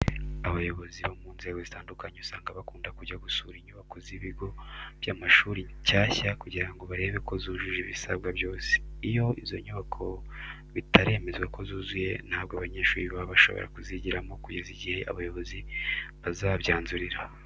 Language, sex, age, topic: Kinyarwanda, male, 25-35, education